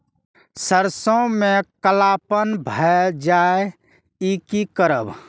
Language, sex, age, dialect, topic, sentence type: Maithili, male, 18-24, Eastern / Thethi, agriculture, question